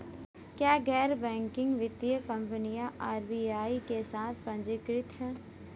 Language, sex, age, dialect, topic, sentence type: Hindi, female, 18-24, Marwari Dhudhari, banking, question